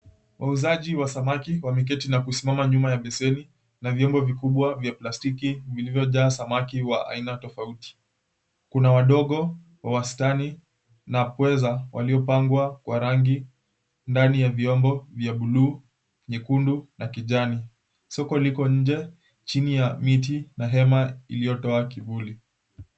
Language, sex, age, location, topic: Swahili, male, 18-24, Mombasa, agriculture